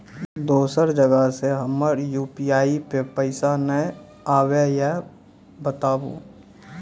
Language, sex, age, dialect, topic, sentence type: Maithili, male, 18-24, Angika, banking, question